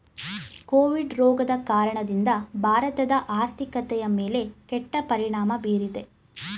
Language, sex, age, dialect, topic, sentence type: Kannada, female, 18-24, Mysore Kannada, banking, statement